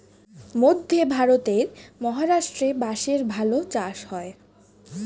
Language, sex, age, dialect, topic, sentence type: Bengali, female, 18-24, Standard Colloquial, agriculture, statement